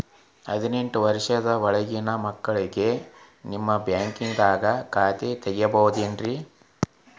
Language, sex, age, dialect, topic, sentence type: Kannada, male, 36-40, Dharwad Kannada, banking, question